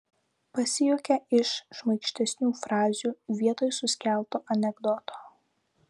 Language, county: Lithuanian, Vilnius